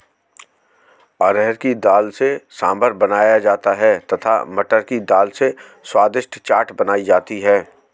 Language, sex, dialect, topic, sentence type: Hindi, male, Marwari Dhudhari, agriculture, statement